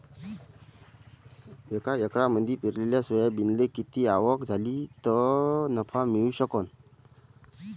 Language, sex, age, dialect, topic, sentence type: Marathi, male, 31-35, Varhadi, agriculture, question